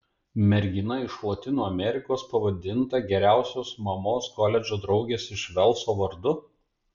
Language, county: Lithuanian, Panevėžys